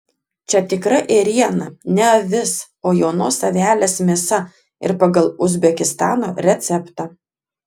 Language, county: Lithuanian, Klaipėda